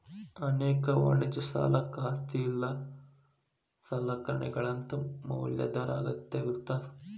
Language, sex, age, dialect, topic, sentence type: Kannada, male, 25-30, Dharwad Kannada, banking, statement